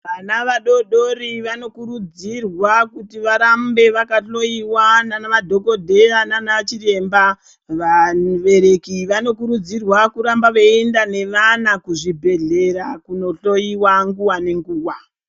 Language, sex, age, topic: Ndau, female, 36-49, health